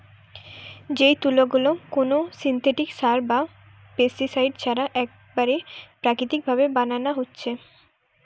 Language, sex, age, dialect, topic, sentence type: Bengali, female, 18-24, Western, agriculture, statement